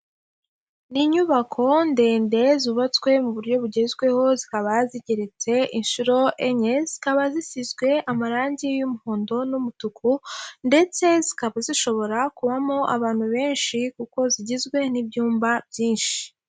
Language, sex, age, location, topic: Kinyarwanda, female, 18-24, Huye, education